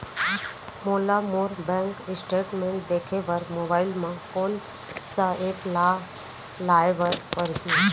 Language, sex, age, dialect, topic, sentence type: Chhattisgarhi, female, 41-45, Central, banking, question